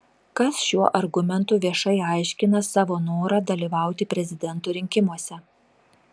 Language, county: Lithuanian, Telšiai